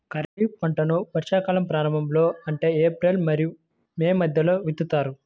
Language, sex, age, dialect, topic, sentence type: Telugu, male, 18-24, Central/Coastal, agriculture, statement